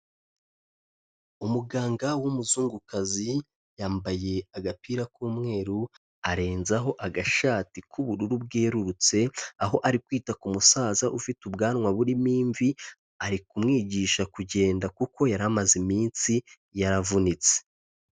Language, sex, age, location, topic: Kinyarwanda, male, 25-35, Kigali, health